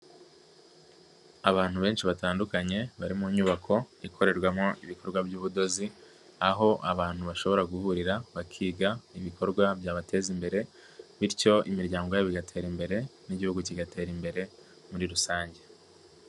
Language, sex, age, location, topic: Kinyarwanda, female, 50+, Nyagatare, education